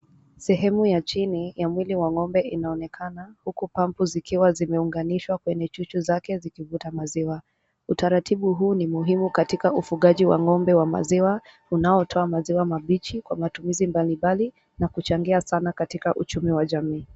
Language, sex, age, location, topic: Swahili, female, 18-24, Kisumu, agriculture